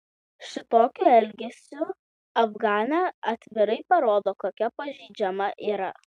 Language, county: Lithuanian, Klaipėda